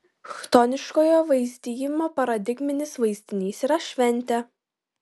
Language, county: Lithuanian, Kaunas